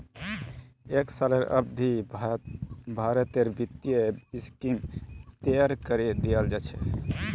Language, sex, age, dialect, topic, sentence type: Magahi, male, 31-35, Northeastern/Surjapuri, banking, statement